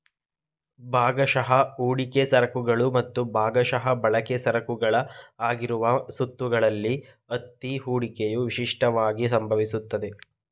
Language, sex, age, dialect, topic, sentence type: Kannada, male, 18-24, Mysore Kannada, banking, statement